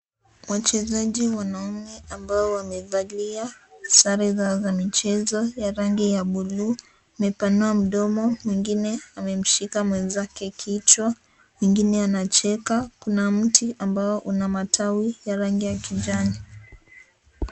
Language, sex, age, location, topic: Swahili, female, 18-24, Kisii, government